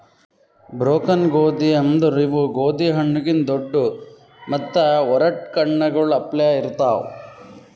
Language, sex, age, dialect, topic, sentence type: Kannada, male, 18-24, Northeastern, agriculture, statement